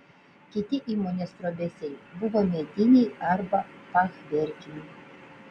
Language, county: Lithuanian, Vilnius